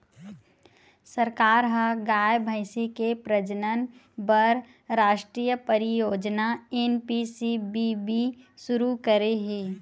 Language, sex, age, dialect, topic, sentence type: Chhattisgarhi, female, 18-24, Western/Budati/Khatahi, agriculture, statement